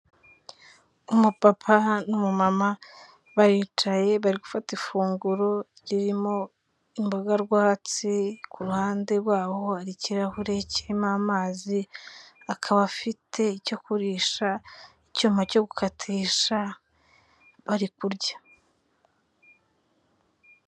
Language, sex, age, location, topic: Kinyarwanda, female, 25-35, Kigali, health